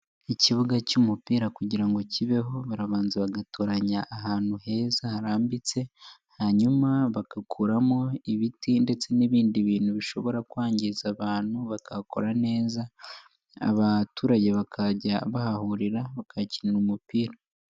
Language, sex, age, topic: Kinyarwanda, male, 18-24, agriculture